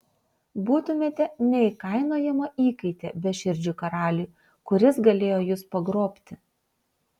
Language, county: Lithuanian, Vilnius